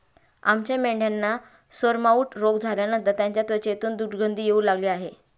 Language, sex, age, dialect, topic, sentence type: Marathi, female, 31-35, Standard Marathi, agriculture, statement